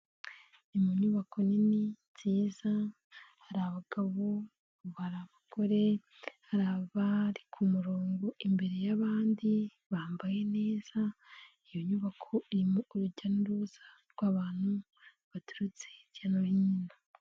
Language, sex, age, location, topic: Kinyarwanda, female, 18-24, Nyagatare, government